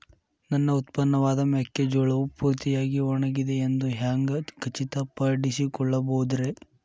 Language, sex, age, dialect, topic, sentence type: Kannada, male, 18-24, Dharwad Kannada, agriculture, question